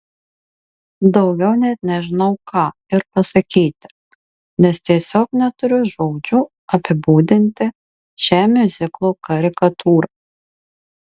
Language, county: Lithuanian, Marijampolė